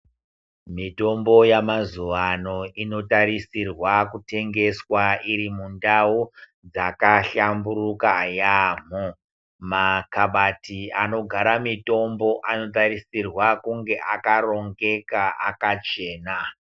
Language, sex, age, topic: Ndau, female, 50+, health